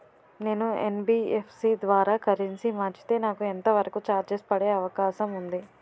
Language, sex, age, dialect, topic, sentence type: Telugu, female, 18-24, Utterandhra, banking, question